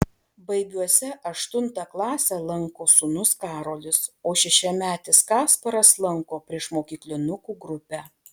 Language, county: Lithuanian, Alytus